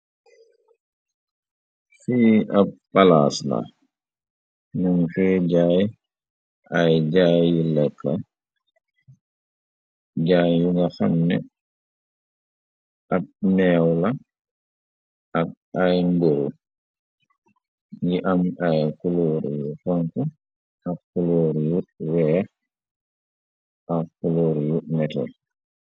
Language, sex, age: Wolof, male, 25-35